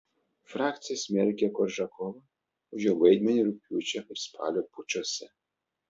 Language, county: Lithuanian, Telšiai